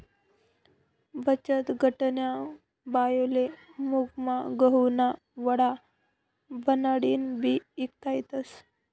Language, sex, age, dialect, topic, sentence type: Marathi, male, 25-30, Northern Konkan, banking, statement